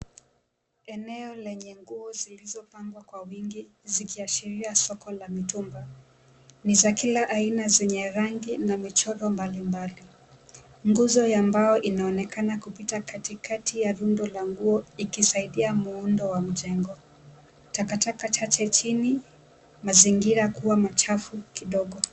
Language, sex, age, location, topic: Swahili, female, 25-35, Mombasa, finance